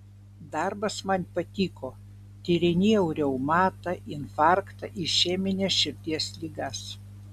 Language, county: Lithuanian, Vilnius